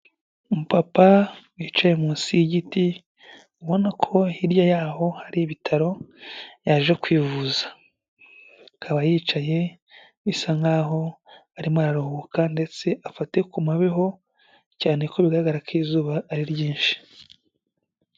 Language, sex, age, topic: Kinyarwanda, male, 18-24, health